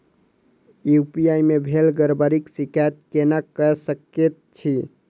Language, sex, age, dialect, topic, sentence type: Maithili, male, 18-24, Southern/Standard, banking, question